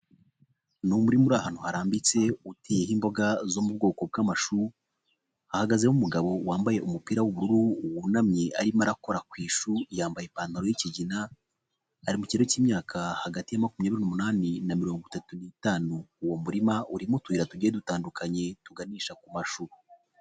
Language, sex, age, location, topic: Kinyarwanda, male, 25-35, Nyagatare, agriculture